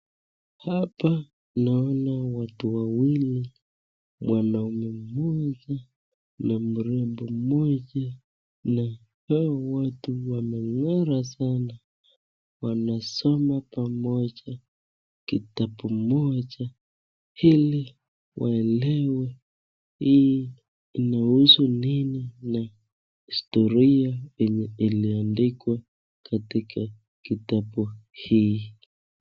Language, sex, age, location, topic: Swahili, male, 25-35, Nakuru, finance